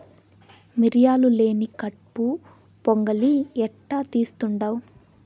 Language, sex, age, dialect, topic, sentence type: Telugu, female, 18-24, Southern, agriculture, statement